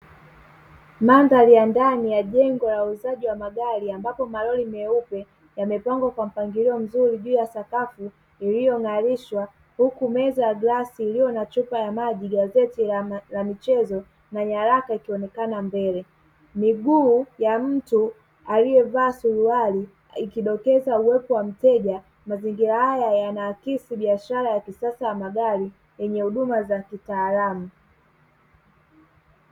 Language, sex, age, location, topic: Swahili, male, 18-24, Dar es Salaam, finance